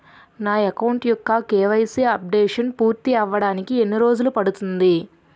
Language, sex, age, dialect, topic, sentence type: Telugu, female, 18-24, Utterandhra, banking, question